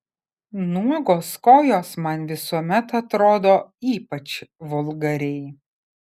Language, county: Lithuanian, Kaunas